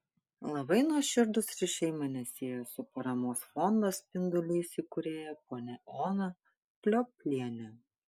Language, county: Lithuanian, Panevėžys